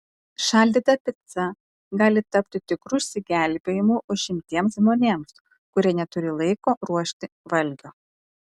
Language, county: Lithuanian, Kaunas